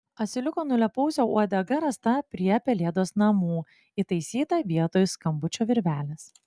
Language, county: Lithuanian, Klaipėda